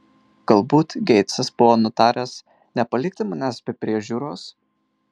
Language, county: Lithuanian, Marijampolė